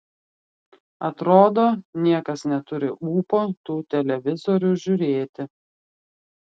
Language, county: Lithuanian, Klaipėda